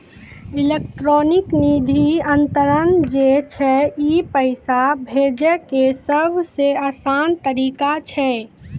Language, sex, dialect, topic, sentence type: Maithili, female, Angika, banking, statement